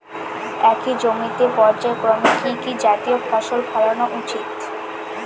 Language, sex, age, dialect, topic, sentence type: Bengali, female, 18-24, Northern/Varendri, agriculture, question